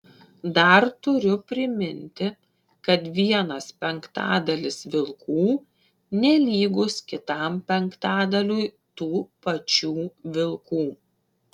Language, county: Lithuanian, Šiauliai